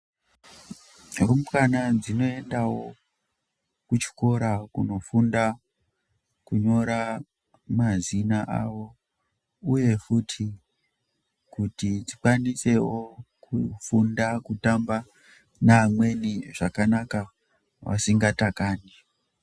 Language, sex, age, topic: Ndau, female, 18-24, education